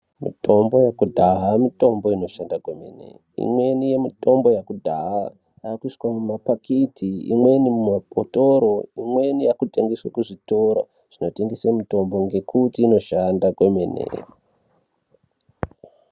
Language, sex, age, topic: Ndau, male, 18-24, health